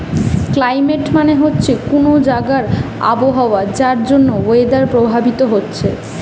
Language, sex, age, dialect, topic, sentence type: Bengali, female, 18-24, Western, agriculture, statement